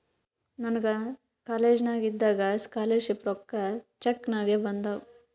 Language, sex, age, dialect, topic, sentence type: Kannada, female, 18-24, Northeastern, banking, statement